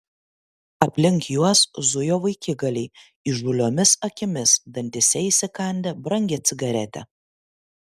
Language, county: Lithuanian, Kaunas